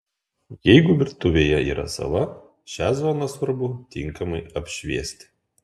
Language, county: Lithuanian, Kaunas